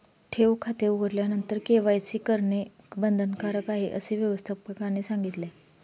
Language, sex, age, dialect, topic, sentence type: Marathi, female, 31-35, Standard Marathi, banking, statement